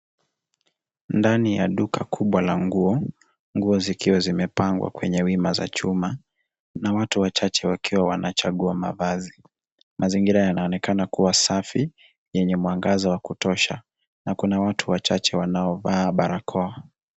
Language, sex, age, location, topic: Swahili, male, 25-35, Nairobi, finance